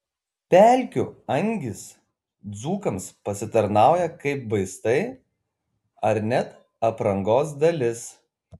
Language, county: Lithuanian, Kaunas